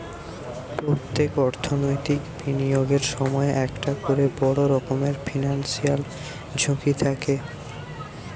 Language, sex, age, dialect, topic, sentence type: Bengali, male, 18-24, Western, banking, statement